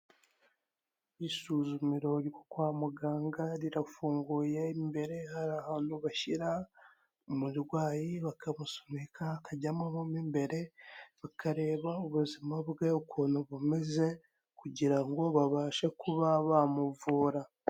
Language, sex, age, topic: Kinyarwanda, male, 18-24, health